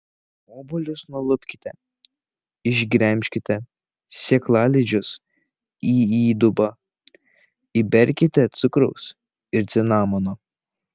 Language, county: Lithuanian, Šiauliai